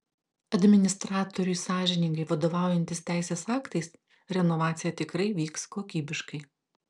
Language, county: Lithuanian, Klaipėda